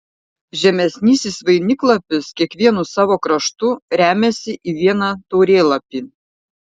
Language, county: Lithuanian, Šiauliai